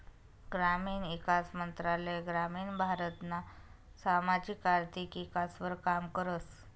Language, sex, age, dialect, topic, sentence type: Marathi, female, 18-24, Northern Konkan, agriculture, statement